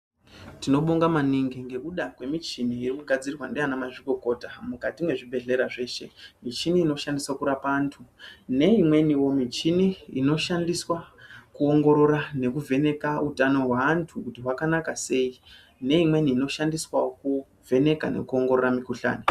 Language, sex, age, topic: Ndau, female, 36-49, health